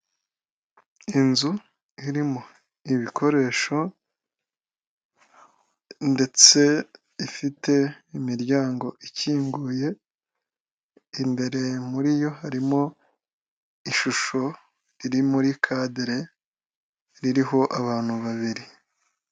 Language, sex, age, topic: Kinyarwanda, male, 18-24, health